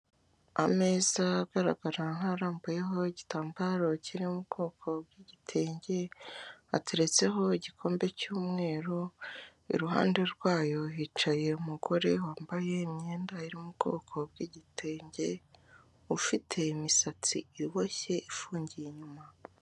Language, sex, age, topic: Kinyarwanda, male, 18-24, finance